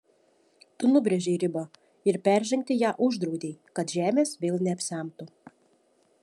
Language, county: Lithuanian, Šiauliai